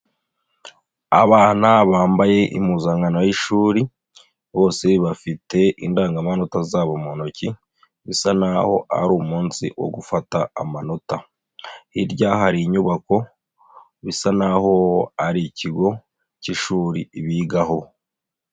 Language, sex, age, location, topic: Kinyarwanda, female, 36-49, Huye, health